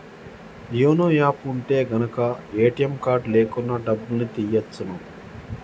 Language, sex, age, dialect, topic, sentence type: Telugu, male, 31-35, Telangana, banking, statement